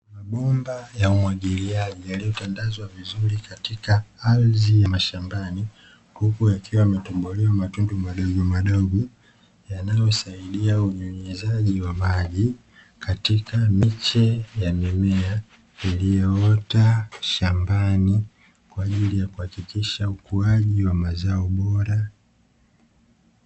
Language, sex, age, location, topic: Swahili, male, 25-35, Dar es Salaam, agriculture